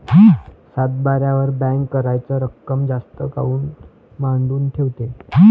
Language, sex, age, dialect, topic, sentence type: Marathi, male, <18, Varhadi, agriculture, question